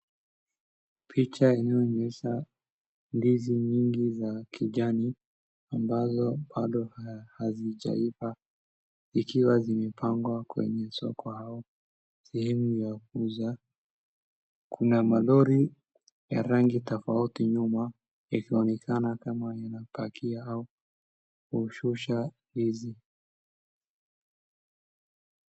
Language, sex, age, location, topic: Swahili, male, 18-24, Wajir, agriculture